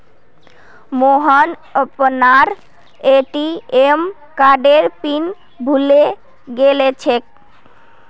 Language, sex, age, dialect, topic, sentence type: Magahi, female, 18-24, Northeastern/Surjapuri, banking, statement